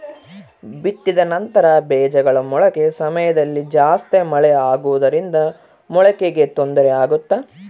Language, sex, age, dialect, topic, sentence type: Kannada, male, 18-24, Central, agriculture, question